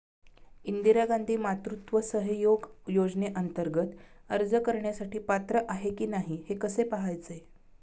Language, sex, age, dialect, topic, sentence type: Marathi, female, 36-40, Standard Marathi, banking, question